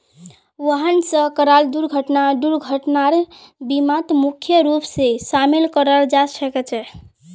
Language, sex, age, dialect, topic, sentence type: Magahi, female, 18-24, Northeastern/Surjapuri, banking, statement